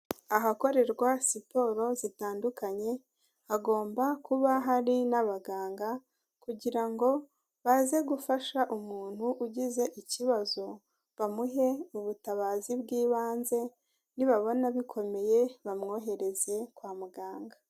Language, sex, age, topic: Kinyarwanda, female, 50+, health